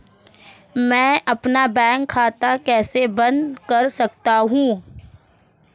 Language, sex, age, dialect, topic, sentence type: Hindi, female, 25-30, Marwari Dhudhari, banking, question